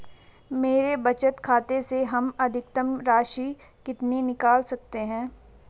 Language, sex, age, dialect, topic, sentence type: Hindi, female, 18-24, Garhwali, banking, question